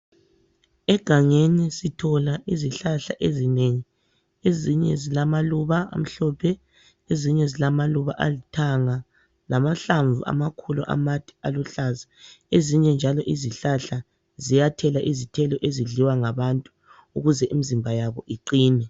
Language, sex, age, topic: North Ndebele, female, 25-35, health